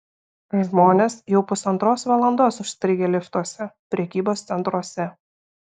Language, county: Lithuanian, Šiauliai